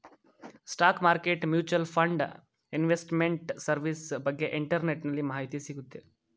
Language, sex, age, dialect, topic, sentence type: Kannada, male, 18-24, Mysore Kannada, banking, statement